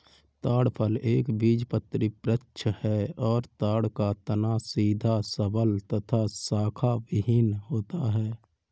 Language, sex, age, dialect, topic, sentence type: Hindi, male, 25-30, Kanauji Braj Bhasha, agriculture, statement